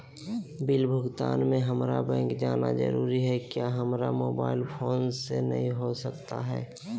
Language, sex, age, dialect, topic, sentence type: Magahi, male, 18-24, Southern, banking, question